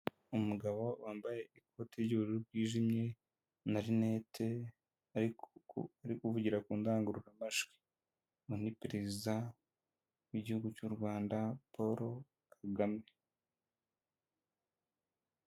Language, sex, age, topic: Kinyarwanda, male, 18-24, government